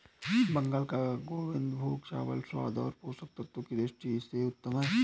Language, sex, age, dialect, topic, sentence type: Hindi, male, 18-24, Awadhi Bundeli, agriculture, statement